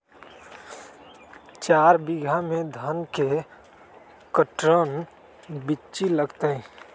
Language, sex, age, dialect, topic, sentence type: Magahi, male, 18-24, Western, agriculture, question